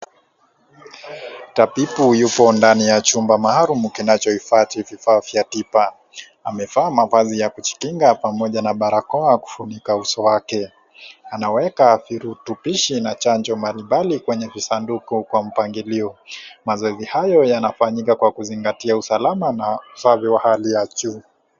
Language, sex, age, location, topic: Swahili, male, 18-24, Kisii, health